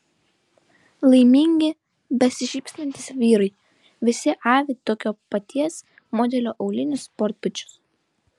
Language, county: Lithuanian, Šiauliai